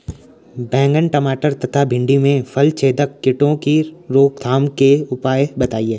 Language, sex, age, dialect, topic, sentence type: Hindi, male, 18-24, Garhwali, agriculture, question